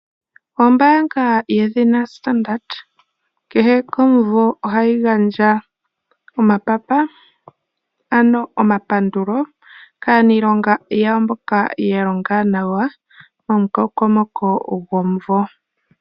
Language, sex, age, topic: Oshiwambo, male, 18-24, finance